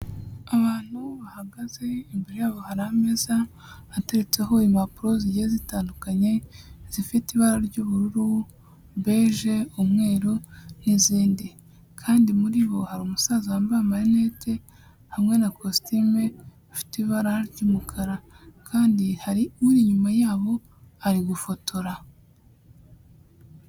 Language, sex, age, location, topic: Kinyarwanda, female, 25-35, Huye, health